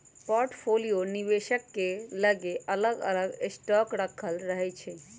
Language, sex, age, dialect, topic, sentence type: Magahi, female, 31-35, Western, banking, statement